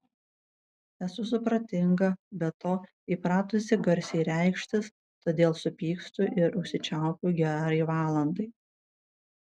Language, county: Lithuanian, Vilnius